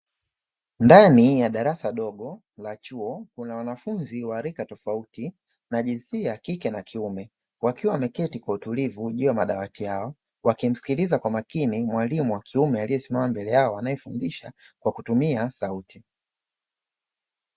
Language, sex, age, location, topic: Swahili, male, 25-35, Dar es Salaam, education